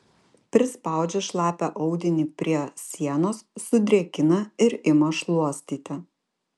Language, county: Lithuanian, Vilnius